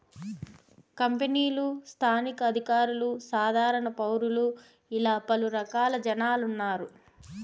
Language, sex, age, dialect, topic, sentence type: Telugu, female, 25-30, Southern, banking, statement